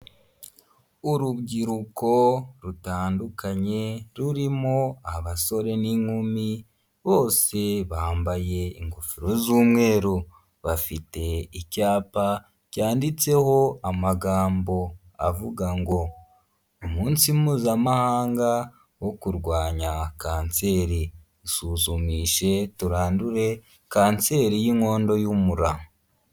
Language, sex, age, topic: Kinyarwanda, female, 18-24, health